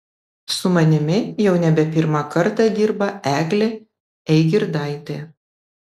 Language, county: Lithuanian, Vilnius